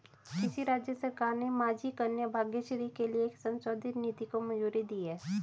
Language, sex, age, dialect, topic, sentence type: Hindi, female, 36-40, Hindustani Malvi Khadi Boli, banking, question